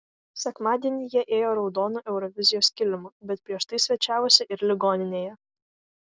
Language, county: Lithuanian, Vilnius